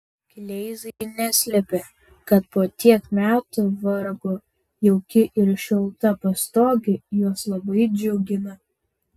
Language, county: Lithuanian, Vilnius